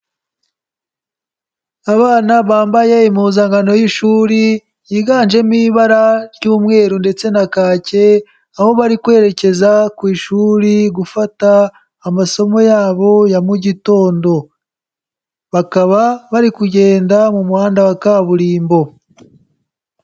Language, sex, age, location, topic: Kinyarwanda, male, 18-24, Kigali, education